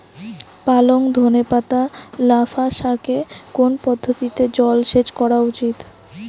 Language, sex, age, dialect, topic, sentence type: Bengali, female, 18-24, Rajbangshi, agriculture, question